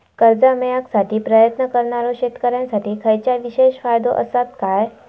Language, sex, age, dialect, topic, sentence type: Marathi, female, 18-24, Southern Konkan, agriculture, statement